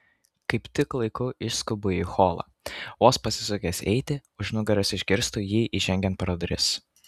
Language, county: Lithuanian, Kaunas